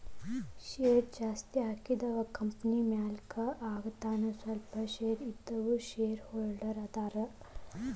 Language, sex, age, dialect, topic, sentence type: Kannada, male, 18-24, Dharwad Kannada, banking, statement